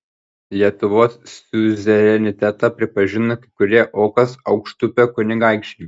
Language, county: Lithuanian, Panevėžys